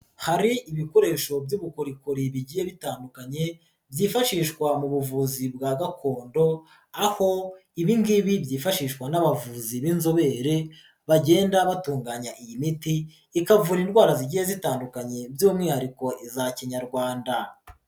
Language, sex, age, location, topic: Kinyarwanda, female, 36-49, Nyagatare, health